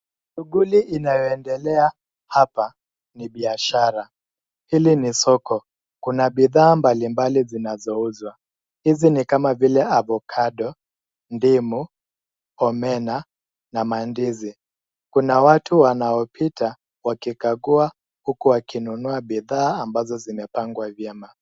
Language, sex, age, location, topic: Swahili, male, 25-35, Nairobi, finance